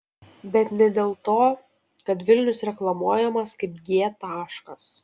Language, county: Lithuanian, Šiauliai